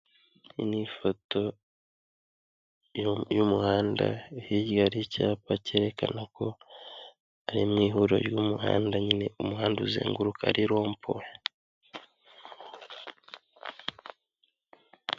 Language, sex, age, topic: Kinyarwanda, male, 25-35, government